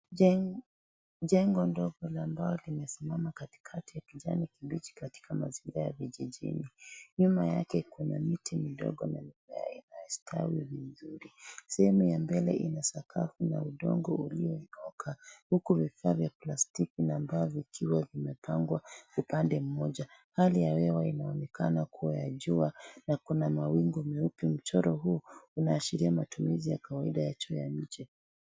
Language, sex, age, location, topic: Swahili, female, 36-49, Kisii, health